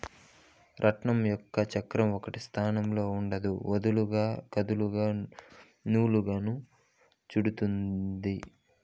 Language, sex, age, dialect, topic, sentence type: Telugu, male, 18-24, Southern, agriculture, statement